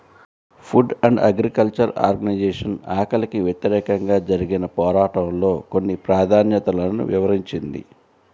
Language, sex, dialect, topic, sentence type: Telugu, female, Central/Coastal, agriculture, statement